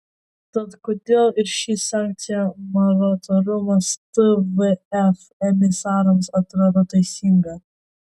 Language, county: Lithuanian, Vilnius